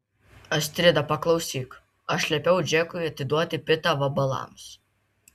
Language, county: Lithuanian, Vilnius